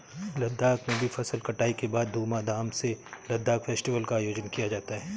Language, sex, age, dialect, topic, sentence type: Hindi, male, 31-35, Awadhi Bundeli, agriculture, statement